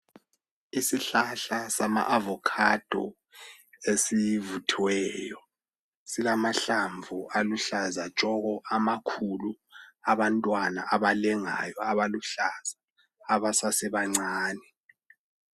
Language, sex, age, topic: North Ndebele, male, 18-24, health